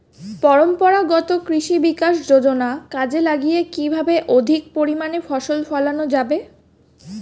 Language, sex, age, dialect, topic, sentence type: Bengali, female, 18-24, Standard Colloquial, agriculture, question